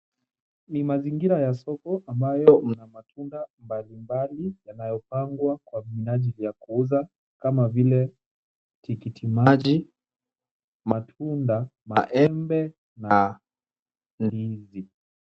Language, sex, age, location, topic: Swahili, male, 18-24, Kisumu, finance